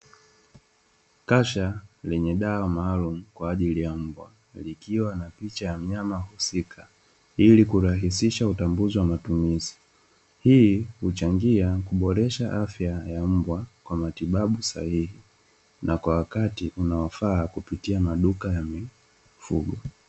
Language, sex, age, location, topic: Swahili, male, 18-24, Dar es Salaam, agriculture